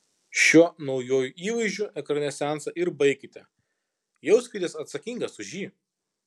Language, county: Lithuanian, Kaunas